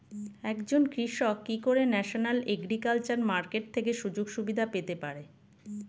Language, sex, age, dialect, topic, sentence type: Bengali, female, 46-50, Standard Colloquial, agriculture, question